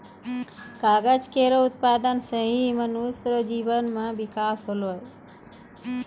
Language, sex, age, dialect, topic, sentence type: Maithili, female, 25-30, Angika, agriculture, statement